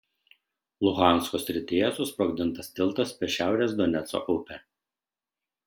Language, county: Lithuanian, Šiauliai